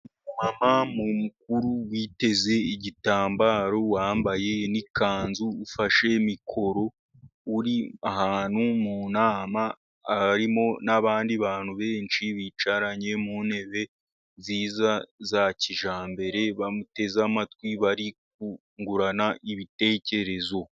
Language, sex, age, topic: Kinyarwanda, male, 36-49, government